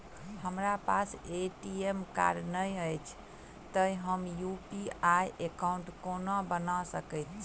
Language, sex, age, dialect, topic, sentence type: Maithili, female, 25-30, Southern/Standard, banking, question